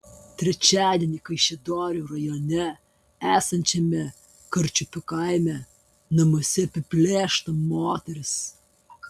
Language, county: Lithuanian, Kaunas